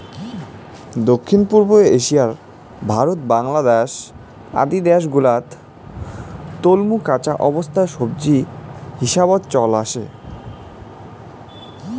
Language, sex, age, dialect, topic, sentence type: Bengali, male, 18-24, Rajbangshi, agriculture, statement